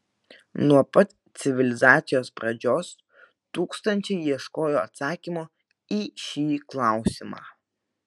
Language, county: Lithuanian, Vilnius